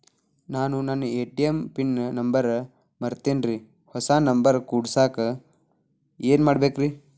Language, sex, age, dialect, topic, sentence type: Kannada, male, 18-24, Dharwad Kannada, banking, question